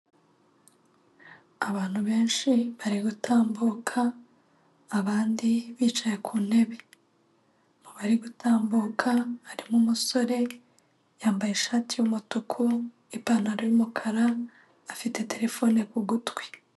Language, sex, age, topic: Kinyarwanda, female, 25-35, government